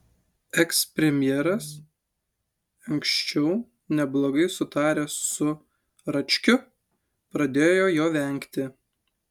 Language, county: Lithuanian, Utena